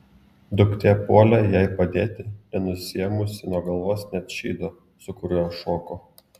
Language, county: Lithuanian, Klaipėda